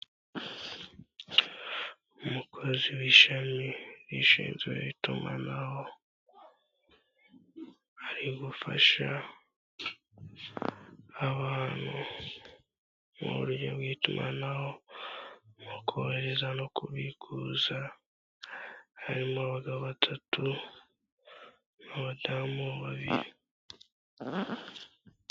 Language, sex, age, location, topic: Kinyarwanda, male, 18-24, Kigali, finance